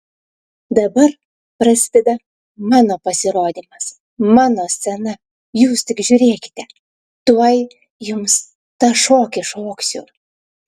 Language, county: Lithuanian, Klaipėda